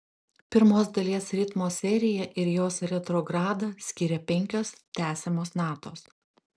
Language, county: Lithuanian, Klaipėda